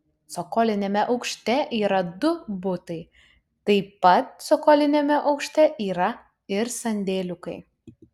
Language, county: Lithuanian, Utena